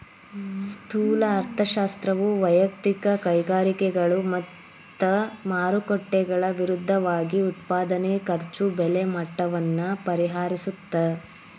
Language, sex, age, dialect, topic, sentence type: Kannada, female, 18-24, Dharwad Kannada, banking, statement